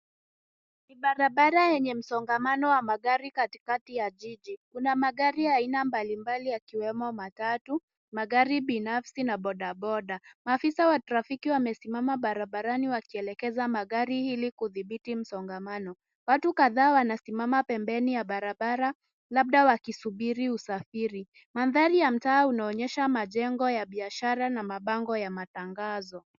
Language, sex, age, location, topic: Swahili, female, 18-24, Nairobi, government